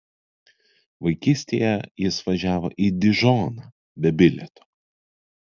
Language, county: Lithuanian, Kaunas